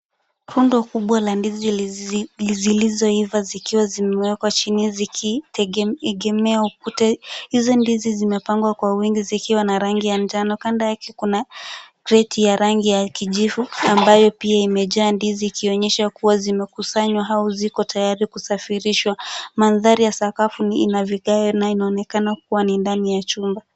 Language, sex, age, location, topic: Swahili, female, 18-24, Kisumu, agriculture